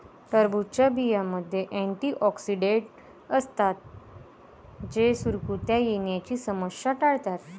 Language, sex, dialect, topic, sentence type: Marathi, female, Varhadi, agriculture, statement